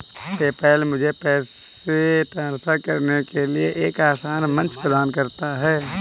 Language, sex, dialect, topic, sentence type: Hindi, male, Kanauji Braj Bhasha, banking, statement